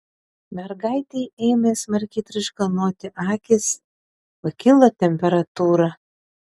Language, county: Lithuanian, Panevėžys